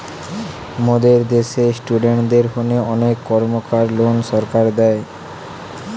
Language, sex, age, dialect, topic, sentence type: Bengali, male, <18, Western, banking, statement